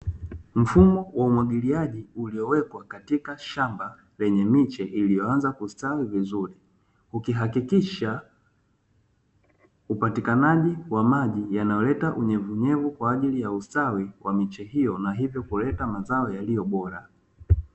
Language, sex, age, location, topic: Swahili, male, 25-35, Dar es Salaam, agriculture